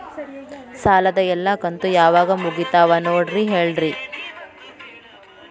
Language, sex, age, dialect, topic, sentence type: Kannada, female, 18-24, Dharwad Kannada, banking, question